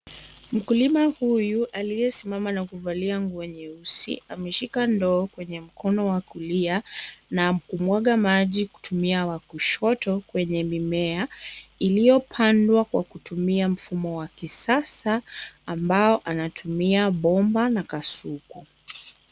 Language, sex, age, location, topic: Swahili, female, 25-35, Nairobi, agriculture